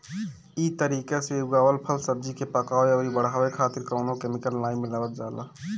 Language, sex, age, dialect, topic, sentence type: Bhojpuri, male, 18-24, Northern, agriculture, statement